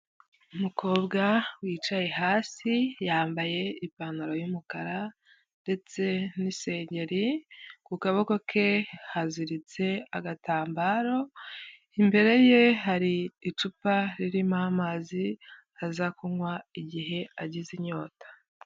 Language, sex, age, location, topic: Kinyarwanda, female, 25-35, Huye, health